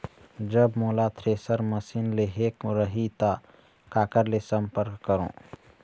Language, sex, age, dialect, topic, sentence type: Chhattisgarhi, male, 31-35, Eastern, agriculture, question